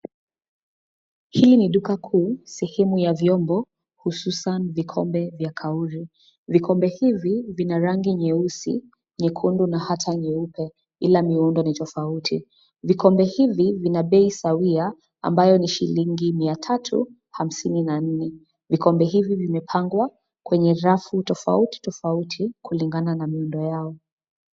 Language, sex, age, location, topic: Swahili, female, 25-35, Nairobi, finance